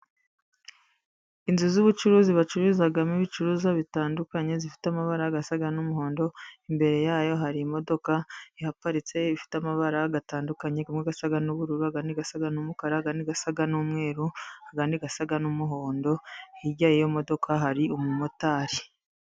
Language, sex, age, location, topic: Kinyarwanda, female, 25-35, Musanze, finance